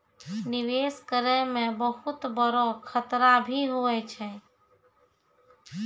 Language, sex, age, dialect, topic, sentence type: Maithili, female, 25-30, Angika, banking, statement